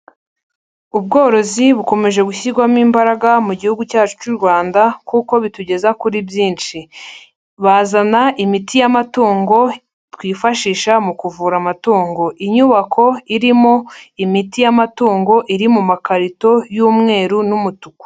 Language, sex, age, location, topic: Kinyarwanda, female, 50+, Nyagatare, agriculture